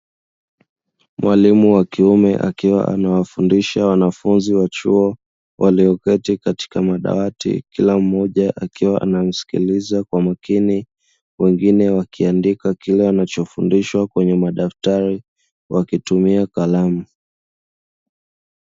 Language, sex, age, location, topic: Swahili, male, 25-35, Dar es Salaam, education